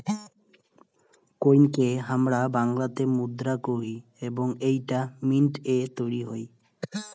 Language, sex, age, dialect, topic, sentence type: Bengali, male, 18-24, Rajbangshi, banking, statement